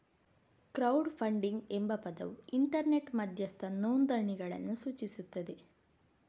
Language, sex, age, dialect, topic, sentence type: Kannada, female, 31-35, Coastal/Dakshin, banking, statement